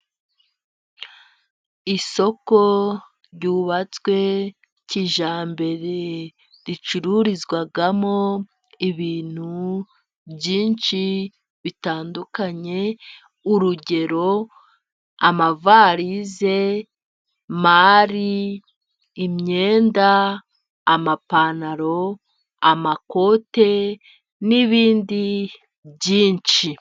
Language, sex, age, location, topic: Kinyarwanda, female, 25-35, Musanze, finance